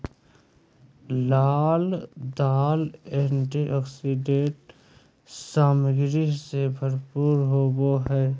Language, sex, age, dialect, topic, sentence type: Magahi, male, 31-35, Southern, agriculture, statement